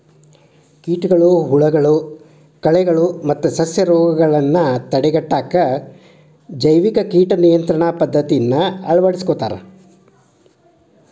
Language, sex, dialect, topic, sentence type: Kannada, male, Dharwad Kannada, agriculture, statement